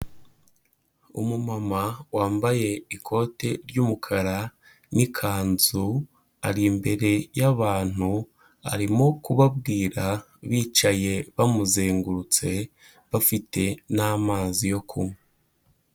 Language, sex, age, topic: Kinyarwanda, male, 18-24, health